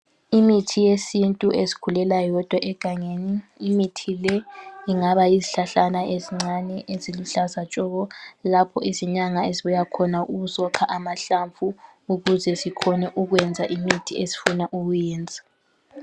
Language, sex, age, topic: North Ndebele, female, 18-24, health